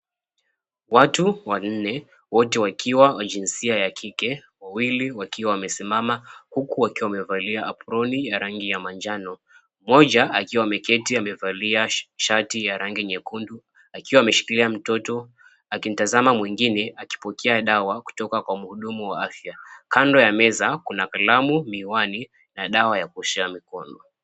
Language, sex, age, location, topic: Swahili, male, 25-35, Mombasa, health